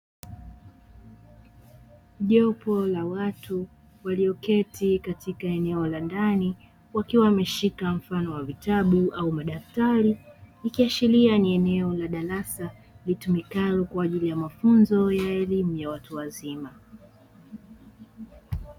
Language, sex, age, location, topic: Swahili, female, 25-35, Dar es Salaam, education